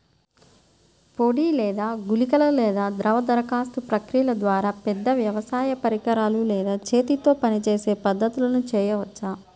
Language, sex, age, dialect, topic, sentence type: Telugu, female, 31-35, Central/Coastal, agriculture, question